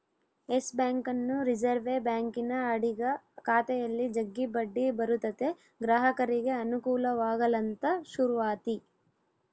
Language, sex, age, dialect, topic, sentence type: Kannada, female, 18-24, Central, banking, statement